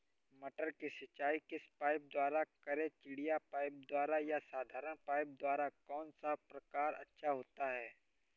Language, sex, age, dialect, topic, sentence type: Hindi, male, 18-24, Awadhi Bundeli, agriculture, question